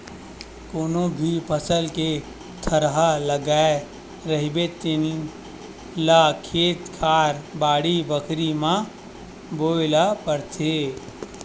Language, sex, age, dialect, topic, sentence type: Chhattisgarhi, male, 18-24, Western/Budati/Khatahi, agriculture, statement